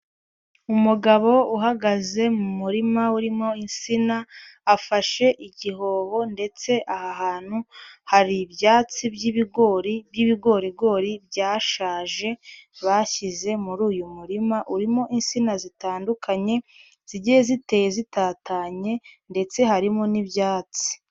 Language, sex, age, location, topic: Kinyarwanda, female, 18-24, Nyagatare, agriculture